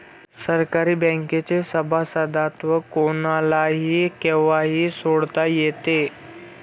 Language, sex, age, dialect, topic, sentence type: Marathi, male, 18-24, Standard Marathi, banking, statement